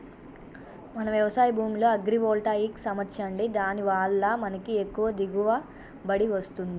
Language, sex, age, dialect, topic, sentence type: Telugu, female, 25-30, Telangana, agriculture, statement